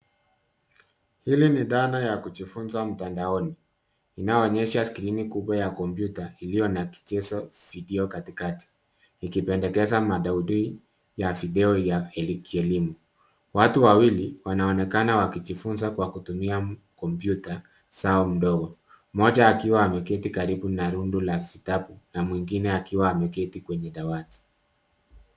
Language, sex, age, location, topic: Swahili, male, 50+, Nairobi, education